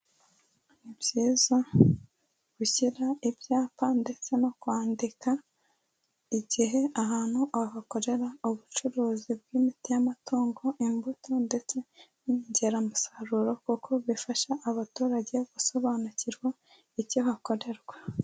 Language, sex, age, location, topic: Kinyarwanda, female, 18-24, Kigali, agriculture